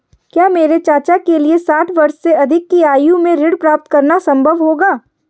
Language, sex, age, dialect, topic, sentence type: Hindi, female, 51-55, Kanauji Braj Bhasha, banking, statement